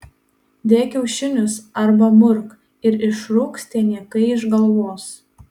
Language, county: Lithuanian, Panevėžys